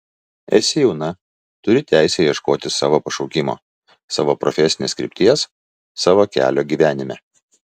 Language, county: Lithuanian, Vilnius